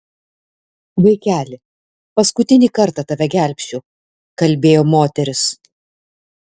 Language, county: Lithuanian, Alytus